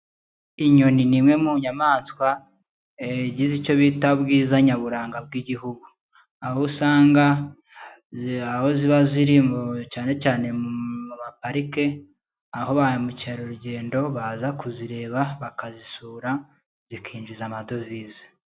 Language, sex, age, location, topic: Kinyarwanda, male, 25-35, Kigali, agriculture